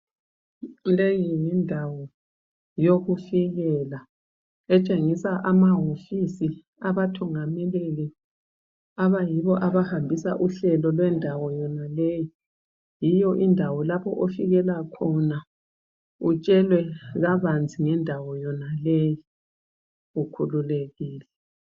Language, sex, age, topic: North Ndebele, female, 50+, health